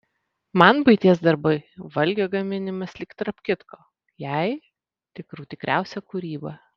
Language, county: Lithuanian, Vilnius